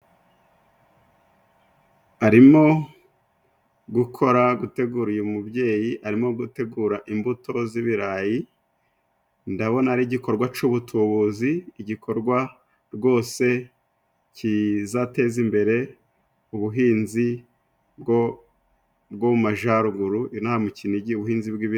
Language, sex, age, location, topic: Kinyarwanda, male, 36-49, Musanze, agriculture